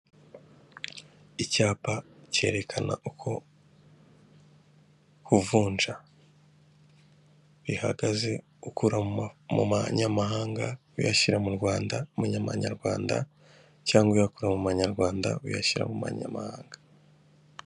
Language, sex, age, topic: Kinyarwanda, male, 25-35, finance